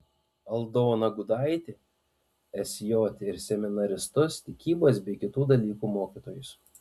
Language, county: Lithuanian, Panevėžys